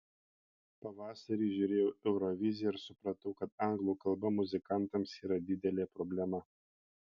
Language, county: Lithuanian, Panevėžys